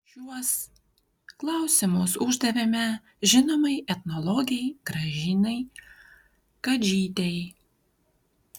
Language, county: Lithuanian, Kaunas